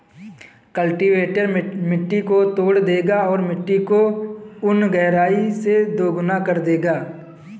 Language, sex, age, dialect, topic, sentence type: Hindi, male, 18-24, Kanauji Braj Bhasha, agriculture, statement